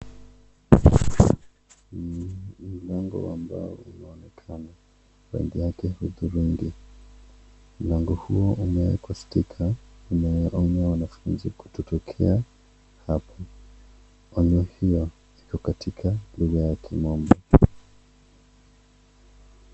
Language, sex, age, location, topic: Swahili, male, 25-35, Mombasa, education